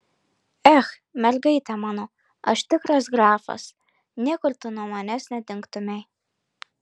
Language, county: Lithuanian, Marijampolė